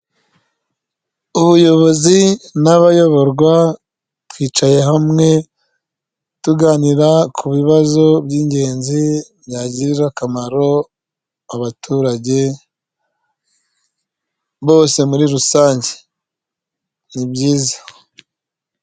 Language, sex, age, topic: Kinyarwanda, male, 25-35, government